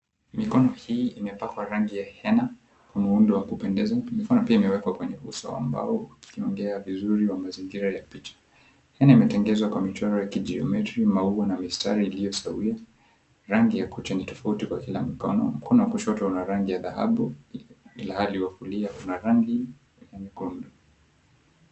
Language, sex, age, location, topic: Swahili, male, 25-35, Mombasa, government